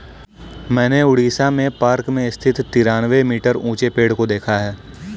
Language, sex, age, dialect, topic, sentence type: Hindi, male, 18-24, Kanauji Braj Bhasha, agriculture, statement